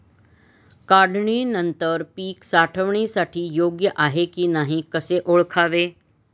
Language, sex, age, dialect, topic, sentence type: Marathi, female, 51-55, Standard Marathi, agriculture, question